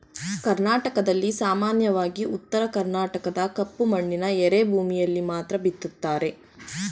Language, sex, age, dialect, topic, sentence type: Kannada, female, 18-24, Mysore Kannada, agriculture, statement